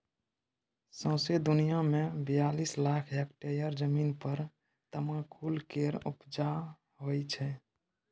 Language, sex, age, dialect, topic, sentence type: Maithili, male, 18-24, Bajjika, agriculture, statement